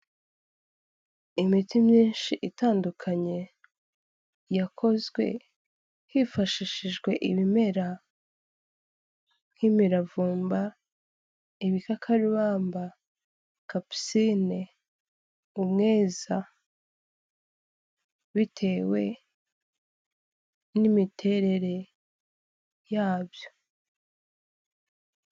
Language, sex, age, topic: Kinyarwanda, female, 18-24, health